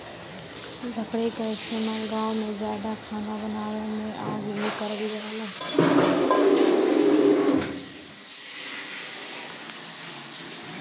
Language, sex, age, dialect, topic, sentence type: Bhojpuri, female, 25-30, Western, agriculture, statement